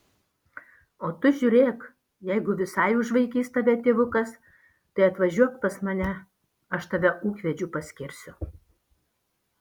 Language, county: Lithuanian, Alytus